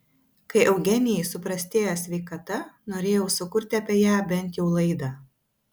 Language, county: Lithuanian, Vilnius